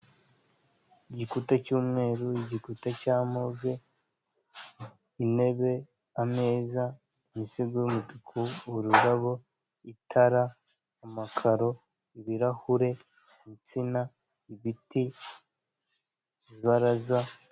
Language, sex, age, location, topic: Kinyarwanda, male, 18-24, Kigali, finance